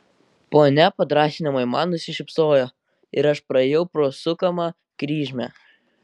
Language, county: Lithuanian, Kaunas